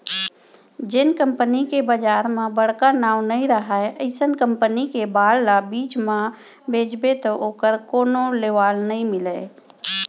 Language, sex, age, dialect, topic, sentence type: Chhattisgarhi, female, 41-45, Central, banking, statement